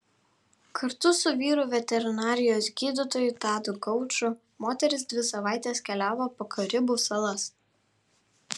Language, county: Lithuanian, Vilnius